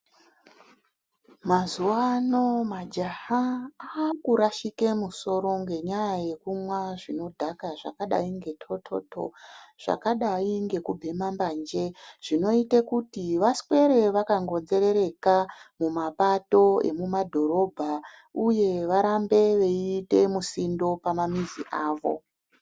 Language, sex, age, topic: Ndau, female, 36-49, health